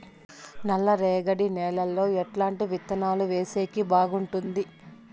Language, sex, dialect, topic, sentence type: Telugu, female, Southern, agriculture, question